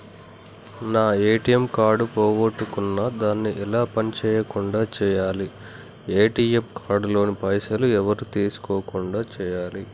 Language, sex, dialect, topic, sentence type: Telugu, male, Telangana, banking, question